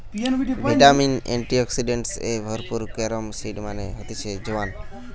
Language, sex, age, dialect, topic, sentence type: Bengali, male, 18-24, Western, agriculture, statement